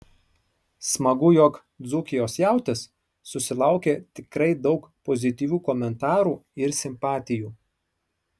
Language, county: Lithuanian, Marijampolė